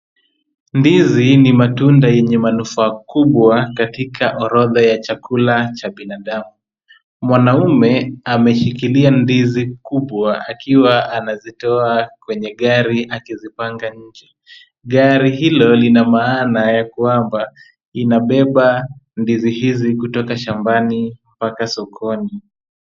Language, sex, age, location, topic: Swahili, male, 25-35, Kisumu, agriculture